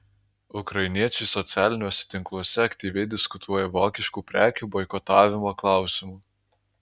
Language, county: Lithuanian, Alytus